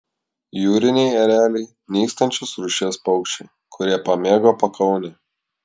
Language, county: Lithuanian, Klaipėda